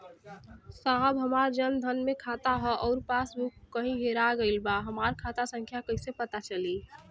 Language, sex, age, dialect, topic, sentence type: Bhojpuri, female, 18-24, Western, banking, question